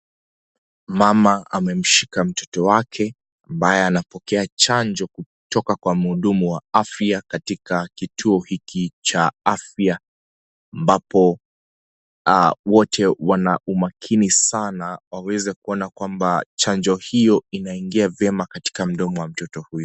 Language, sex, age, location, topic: Swahili, male, 25-35, Kisii, health